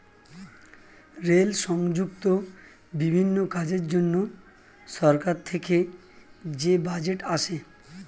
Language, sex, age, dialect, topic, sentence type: Bengali, male, 36-40, Standard Colloquial, banking, statement